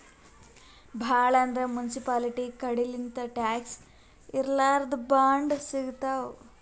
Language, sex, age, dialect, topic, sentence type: Kannada, female, 18-24, Northeastern, banking, statement